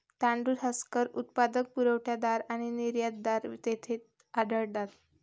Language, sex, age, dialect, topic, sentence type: Marathi, male, 18-24, Varhadi, agriculture, statement